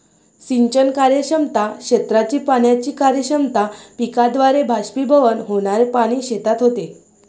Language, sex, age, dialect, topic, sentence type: Marathi, female, 18-24, Varhadi, agriculture, statement